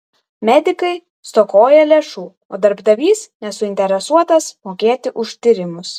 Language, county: Lithuanian, Vilnius